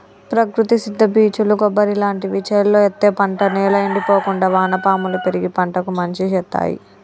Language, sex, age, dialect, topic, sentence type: Telugu, male, 25-30, Telangana, agriculture, statement